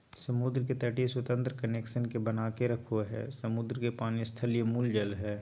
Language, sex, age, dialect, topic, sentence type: Magahi, male, 18-24, Southern, agriculture, statement